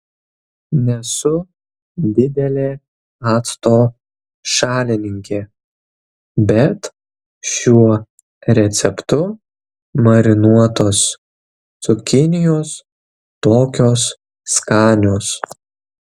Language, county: Lithuanian, Kaunas